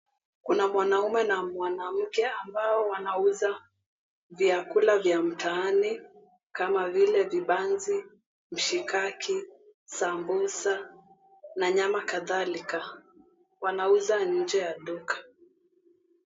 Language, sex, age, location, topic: Swahili, female, 18-24, Mombasa, agriculture